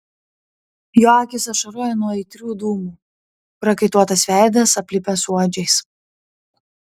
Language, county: Lithuanian, Panevėžys